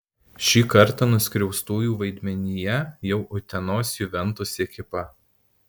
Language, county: Lithuanian, Alytus